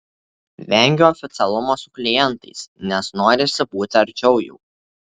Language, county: Lithuanian, Tauragė